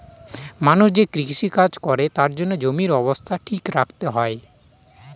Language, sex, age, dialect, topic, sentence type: Bengali, male, 25-30, Northern/Varendri, agriculture, statement